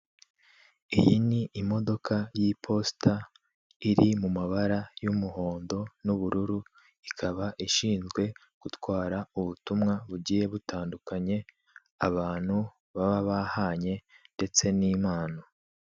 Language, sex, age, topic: Kinyarwanda, male, 18-24, finance